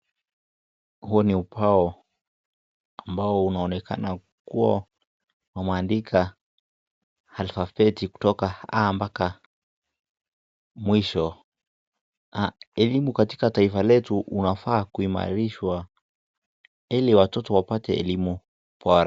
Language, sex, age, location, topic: Swahili, male, 18-24, Nakuru, education